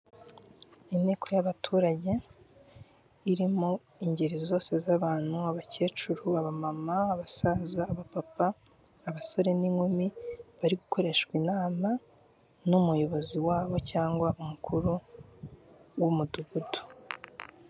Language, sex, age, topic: Kinyarwanda, female, 18-24, government